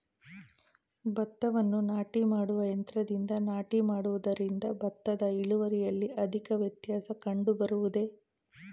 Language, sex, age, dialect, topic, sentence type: Kannada, female, 36-40, Mysore Kannada, agriculture, question